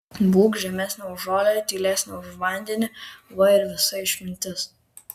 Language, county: Lithuanian, Kaunas